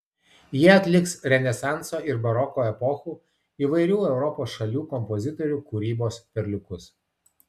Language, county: Lithuanian, Vilnius